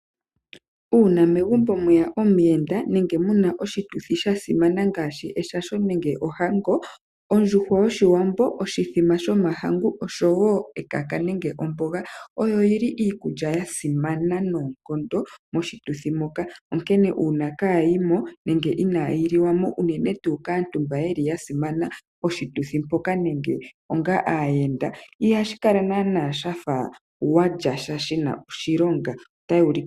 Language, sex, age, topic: Oshiwambo, female, 25-35, agriculture